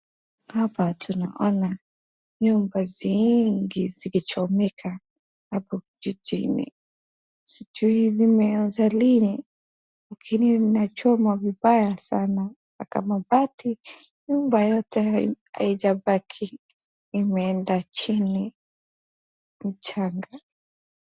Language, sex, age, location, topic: Swahili, female, 36-49, Wajir, health